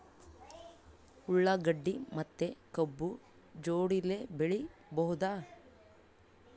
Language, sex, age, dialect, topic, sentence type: Kannada, female, 18-24, Northeastern, agriculture, question